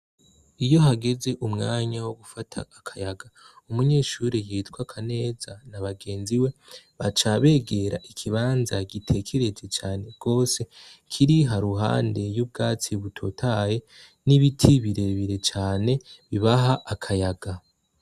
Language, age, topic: Rundi, 18-24, education